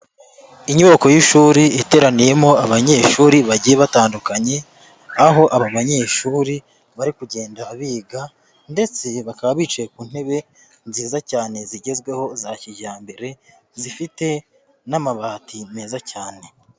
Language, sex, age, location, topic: Kinyarwanda, female, 25-35, Nyagatare, health